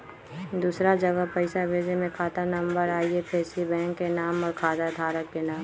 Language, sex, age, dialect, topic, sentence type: Magahi, female, 18-24, Western, banking, question